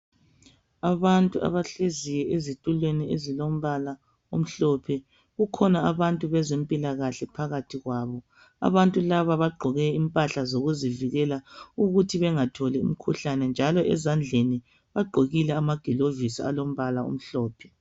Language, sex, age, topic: North Ndebele, male, 36-49, health